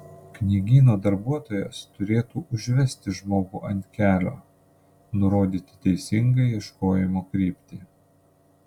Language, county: Lithuanian, Panevėžys